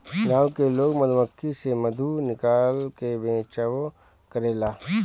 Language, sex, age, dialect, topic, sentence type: Bhojpuri, male, 25-30, Northern, agriculture, statement